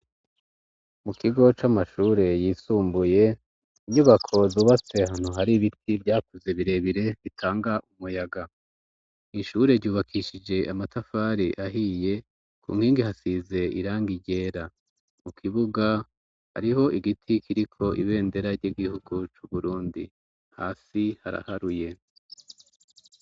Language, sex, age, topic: Rundi, male, 36-49, education